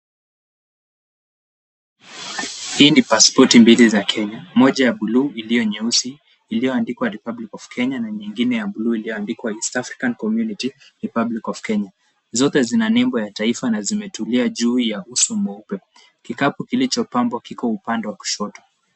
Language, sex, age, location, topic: Swahili, male, 18-24, Kisumu, government